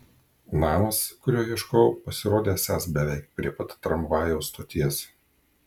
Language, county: Lithuanian, Kaunas